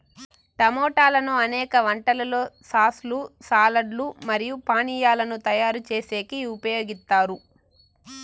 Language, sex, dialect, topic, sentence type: Telugu, female, Southern, agriculture, statement